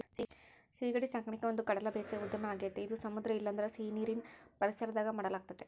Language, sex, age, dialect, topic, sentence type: Kannada, female, 25-30, Central, agriculture, statement